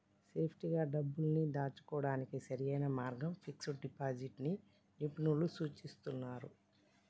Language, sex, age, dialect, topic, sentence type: Telugu, male, 36-40, Telangana, banking, statement